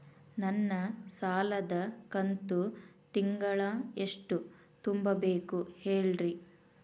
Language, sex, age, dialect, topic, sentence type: Kannada, female, 31-35, Dharwad Kannada, banking, question